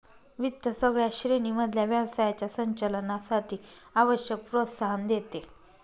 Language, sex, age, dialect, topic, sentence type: Marathi, female, 31-35, Northern Konkan, banking, statement